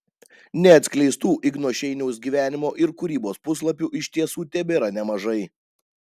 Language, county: Lithuanian, Panevėžys